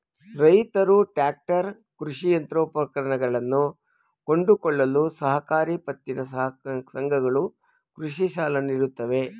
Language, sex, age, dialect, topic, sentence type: Kannada, male, 51-55, Mysore Kannada, agriculture, statement